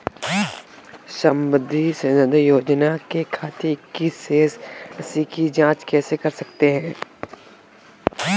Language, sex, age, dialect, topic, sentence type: Hindi, male, 18-24, Awadhi Bundeli, banking, question